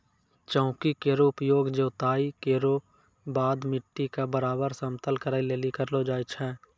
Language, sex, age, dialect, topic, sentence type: Maithili, male, 56-60, Angika, agriculture, statement